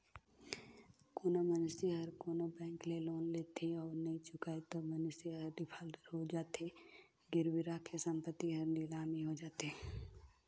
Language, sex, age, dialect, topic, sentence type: Chhattisgarhi, female, 18-24, Northern/Bhandar, banking, statement